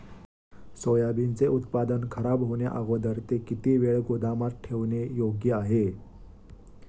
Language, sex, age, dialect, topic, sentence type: Marathi, male, 25-30, Standard Marathi, agriculture, question